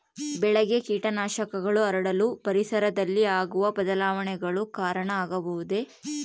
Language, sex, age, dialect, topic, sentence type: Kannada, female, 31-35, Central, agriculture, question